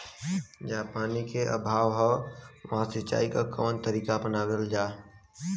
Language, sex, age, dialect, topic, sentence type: Bhojpuri, male, 18-24, Western, agriculture, question